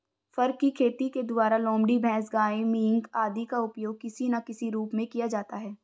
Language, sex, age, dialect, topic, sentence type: Hindi, female, 18-24, Marwari Dhudhari, agriculture, statement